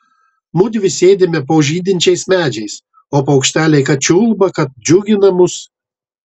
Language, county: Lithuanian, Marijampolė